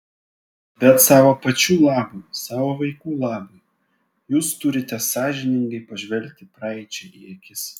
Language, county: Lithuanian, Vilnius